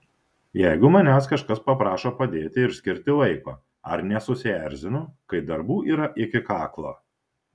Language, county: Lithuanian, Šiauliai